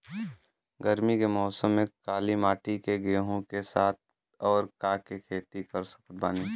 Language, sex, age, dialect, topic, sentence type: Bhojpuri, male, 18-24, Western, agriculture, question